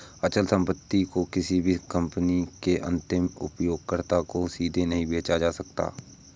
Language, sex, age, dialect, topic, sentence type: Hindi, male, 18-24, Awadhi Bundeli, banking, statement